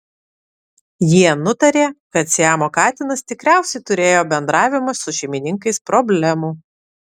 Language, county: Lithuanian, Vilnius